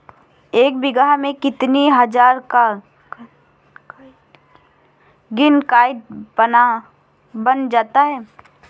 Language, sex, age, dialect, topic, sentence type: Hindi, female, 25-30, Awadhi Bundeli, agriculture, question